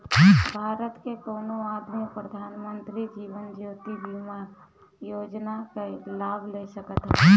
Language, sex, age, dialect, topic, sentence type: Bhojpuri, female, 25-30, Northern, banking, statement